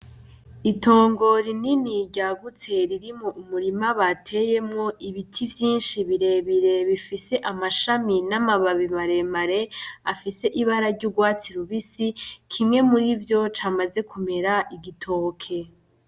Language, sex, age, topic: Rundi, female, 18-24, agriculture